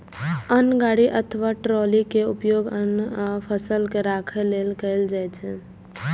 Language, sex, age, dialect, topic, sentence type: Maithili, female, 18-24, Eastern / Thethi, agriculture, statement